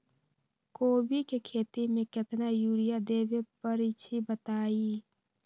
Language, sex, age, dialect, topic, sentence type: Magahi, female, 18-24, Western, agriculture, question